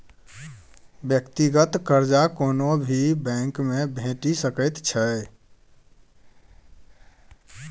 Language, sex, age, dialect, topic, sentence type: Maithili, male, 25-30, Bajjika, banking, statement